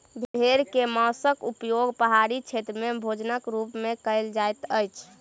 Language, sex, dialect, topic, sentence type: Maithili, female, Southern/Standard, agriculture, statement